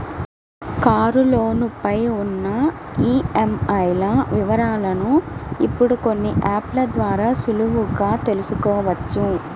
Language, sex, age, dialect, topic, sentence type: Telugu, female, 18-24, Central/Coastal, banking, statement